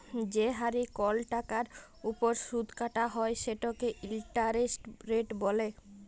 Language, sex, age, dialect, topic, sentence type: Bengali, female, 25-30, Jharkhandi, banking, statement